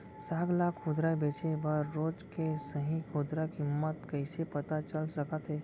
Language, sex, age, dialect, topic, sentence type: Chhattisgarhi, male, 18-24, Central, agriculture, question